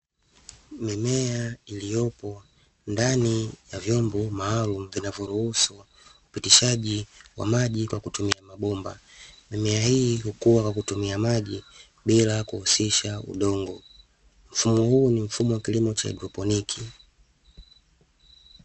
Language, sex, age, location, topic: Swahili, male, 25-35, Dar es Salaam, agriculture